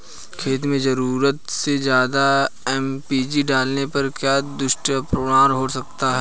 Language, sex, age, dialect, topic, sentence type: Hindi, male, 18-24, Hindustani Malvi Khadi Boli, agriculture, question